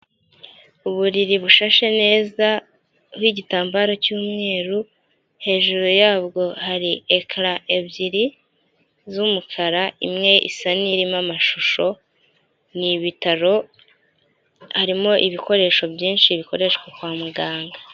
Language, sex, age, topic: Kinyarwanda, female, 25-35, health